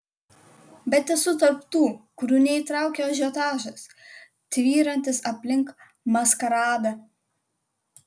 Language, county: Lithuanian, Kaunas